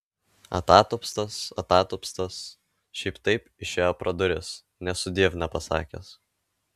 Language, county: Lithuanian, Alytus